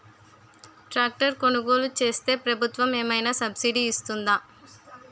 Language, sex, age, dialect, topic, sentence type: Telugu, female, 18-24, Utterandhra, agriculture, question